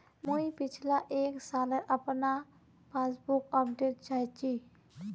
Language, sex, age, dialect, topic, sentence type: Magahi, female, 18-24, Northeastern/Surjapuri, banking, question